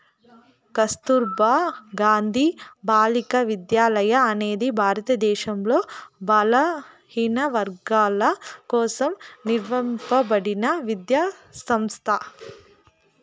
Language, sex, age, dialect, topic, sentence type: Telugu, female, 41-45, Southern, banking, statement